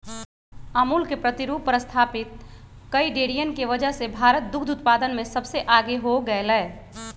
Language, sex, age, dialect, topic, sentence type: Magahi, male, 18-24, Western, agriculture, statement